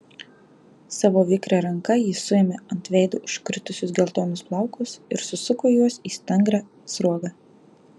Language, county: Lithuanian, Alytus